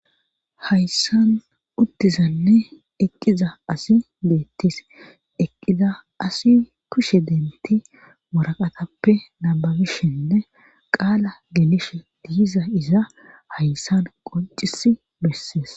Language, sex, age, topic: Gamo, female, 36-49, government